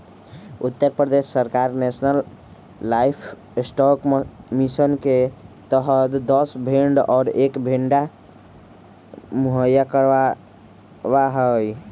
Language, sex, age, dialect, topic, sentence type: Magahi, female, 36-40, Western, agriculture, statement